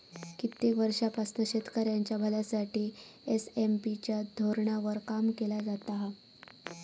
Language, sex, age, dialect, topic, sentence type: Marathi, female, 41-45, Southern Konkan, agriculture, statement